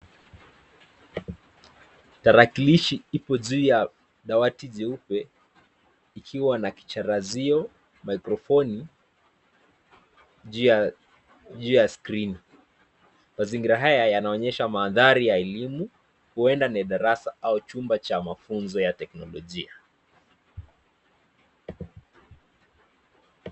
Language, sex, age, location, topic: Swahili, male, 18-24, Nakuru, education